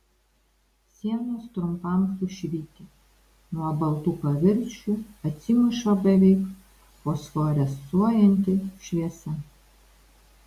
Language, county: Lithuanian, Vilnius